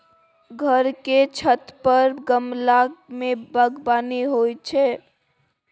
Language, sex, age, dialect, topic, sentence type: Maithili, female, 36-40, Bajjika, agriculture, statement